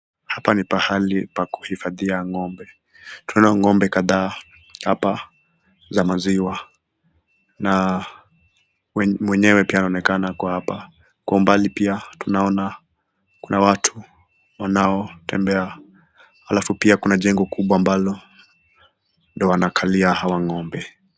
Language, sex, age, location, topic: Swahili, male, 18-24, Nakuru, agriculture